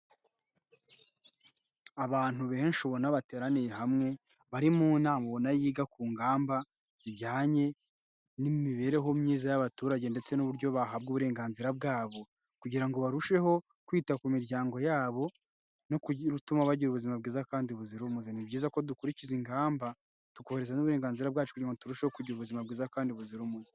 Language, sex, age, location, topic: Kinyarwanda, male, 18-24, Nyagatare, government